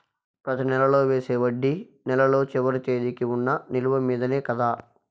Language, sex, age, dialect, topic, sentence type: Telugu, male, 41-45, Southern, banking, question